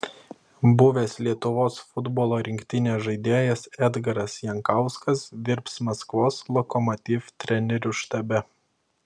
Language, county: Lithuanian, Klaipėda